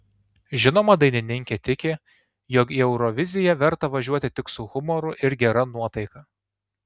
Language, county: Lithuanian, Tauragė